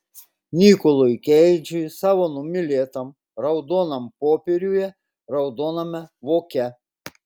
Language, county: Lithuanian, Klaipėda